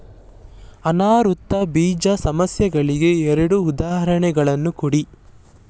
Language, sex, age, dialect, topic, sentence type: Kannada, male, 18-24, Mysore Kannada, agriculture, question